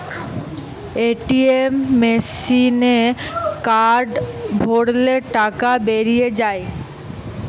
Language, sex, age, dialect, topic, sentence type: Bengali, female, 18-24, Western, banking, statement